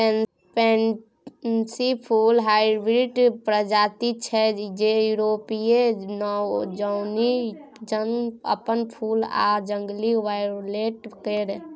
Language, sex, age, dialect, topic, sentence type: Maithili, female, 18-24, Bajjika, agriculture, statement